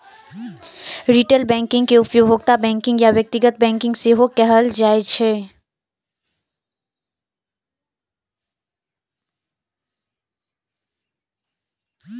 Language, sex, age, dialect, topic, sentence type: Maithili, female, 18-24, Eastern / Thethi, banking, statement